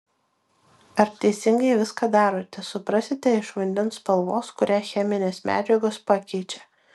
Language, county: Lithuanian, Vilnius